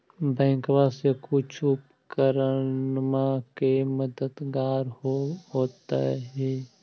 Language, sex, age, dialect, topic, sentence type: Magahi, male, 18-24, Central/Standard, agriculture, question